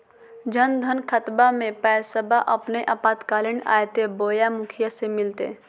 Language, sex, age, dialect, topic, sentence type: Magahi, female, 18-24, Southern, banking, question